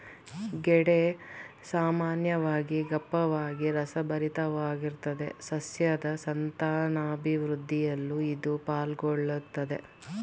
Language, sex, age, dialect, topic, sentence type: Kannada, female, 36-40, Mysore Kannada, agriculture, statement